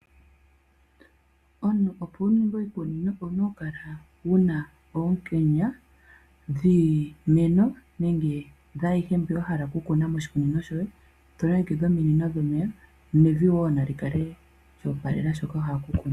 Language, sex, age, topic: Oshiwambo, female, 25-35, agriculture